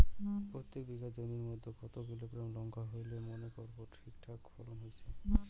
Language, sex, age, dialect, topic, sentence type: Bengali, male, 18-24, Rajbangshi, agriculture, question